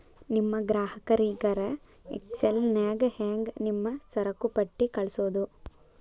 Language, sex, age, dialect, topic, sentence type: Kannada, female, 18-24, Dharwad Kannada, banking, statement